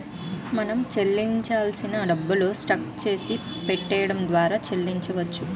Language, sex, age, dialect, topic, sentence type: Telugu, female, 25-30, Utterandhra, banking, statement